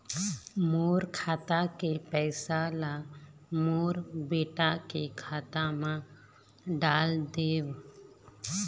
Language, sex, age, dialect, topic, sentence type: Chhattisgarhi, female, 25-30, Eastern, banking, question